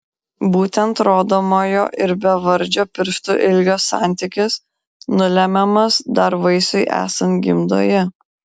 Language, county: Lithuanian, Vilnius